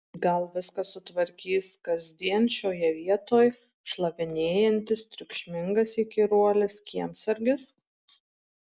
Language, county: Lithuanian, Marijampolė